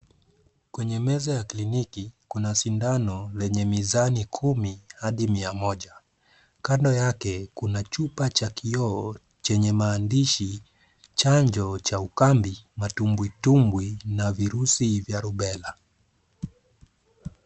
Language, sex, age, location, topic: Swahili, male, 18-24, Kisumu, health